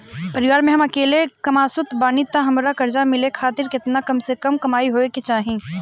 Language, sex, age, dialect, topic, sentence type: Bhojpuri, female, 25-30, Southern / Standard, banking, question